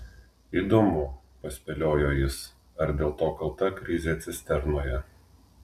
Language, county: Lithuanian, Telšiai